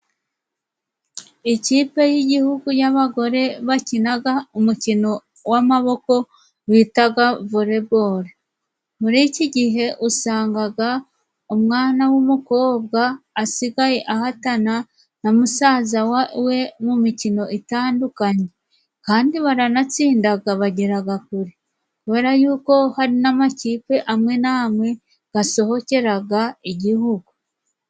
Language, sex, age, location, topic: Kinyarwanda, female, 25-35, Musanze, government